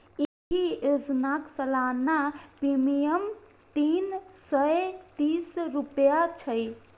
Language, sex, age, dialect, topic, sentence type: Maithili, female, 18-24, Eastern / Thethi, banking, statement